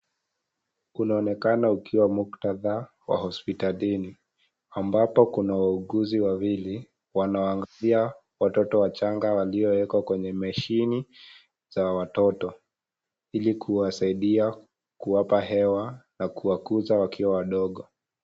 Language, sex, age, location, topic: Swahili, male, 18-24, Kisii, health